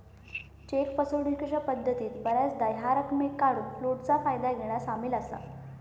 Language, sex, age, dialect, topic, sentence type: Marathi, female, 18-24, Southern Konkan, banking, statement